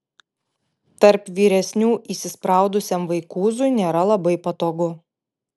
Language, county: Lithuanian, Panevėžys